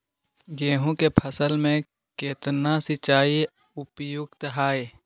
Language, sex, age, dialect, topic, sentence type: Magahi, male, 18-24, Western, agriculture, question